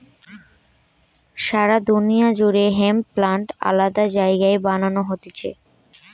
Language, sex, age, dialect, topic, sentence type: Bengali, female, 18-24, Western, agriculture, statement